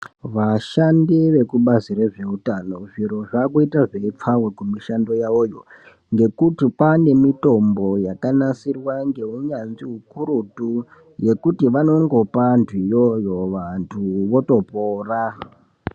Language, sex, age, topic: Ndau, male, 18-24, health